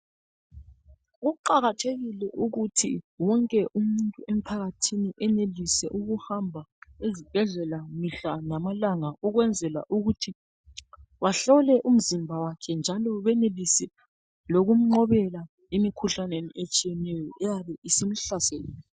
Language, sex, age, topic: North Ndebele, male, 36-49, health